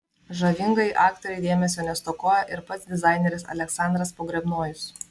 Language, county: Lithuanian, Vilnius